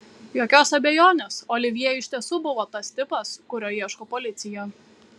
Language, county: Lithuanian, Kaunas